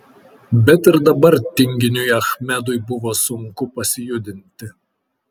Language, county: Lithuanian, Kaunas